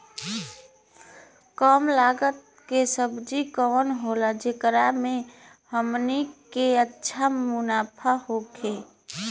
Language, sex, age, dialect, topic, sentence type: Bhojpuri, female, 25-30, Western, agriculture, question